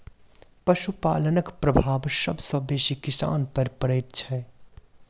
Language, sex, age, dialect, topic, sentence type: Maithili, male, 25-30, Southern/Standard, agriculture, statement